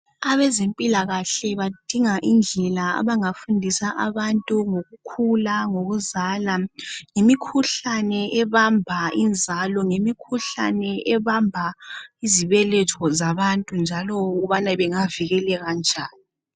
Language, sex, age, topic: North Ndebele, female, 18-24, health